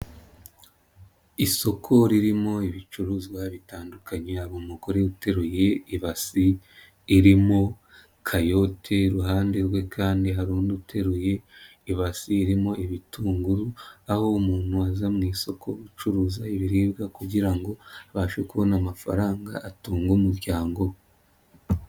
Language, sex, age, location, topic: Kinyarwanda, female, 25-35, Nyagatare, agriculture